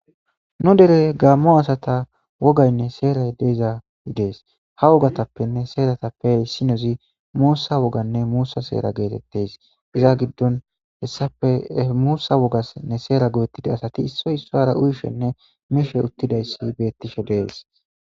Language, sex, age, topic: Gamo, male, 18-24, government